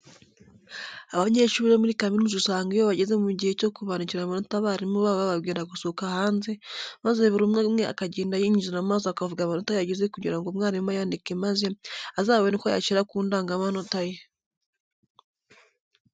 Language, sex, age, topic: Kinyarwanda, female, 18-24, education